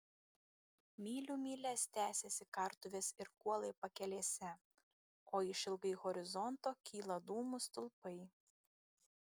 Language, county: Lithuanian, Kaunas